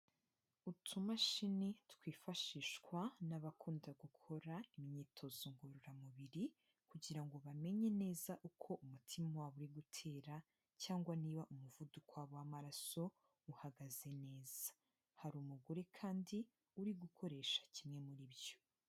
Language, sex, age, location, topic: Kinyarwanda, female, 25-35, Huye, health